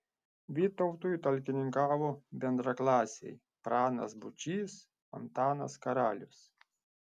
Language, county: Lithuanian, Šiauliai